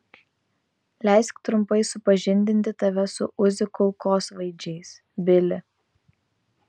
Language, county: Lithuanian, Vilnius